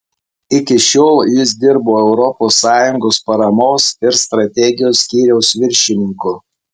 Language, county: Lithuanian, Alytus